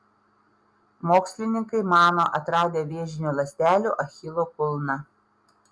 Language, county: Lithuanian, Panevėžys